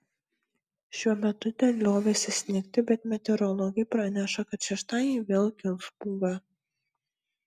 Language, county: Lithuanian, Marijampolė